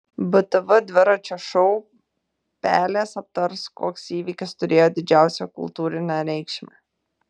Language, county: Lithuanian, Tauragė